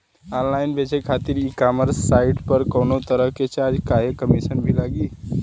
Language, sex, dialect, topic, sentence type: Bhojpuri, male, Southern / Standard, agriculture, question